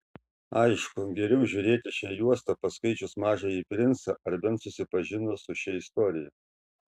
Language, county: Lithuanian, Šiauliai